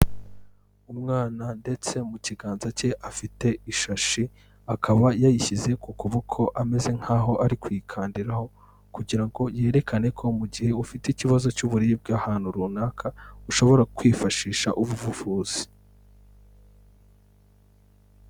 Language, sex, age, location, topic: Kinyarwanda, male, 18-24, Kigali, health